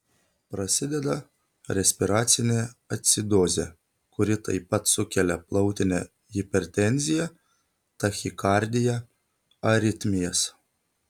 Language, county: Lithuanian, Telšiai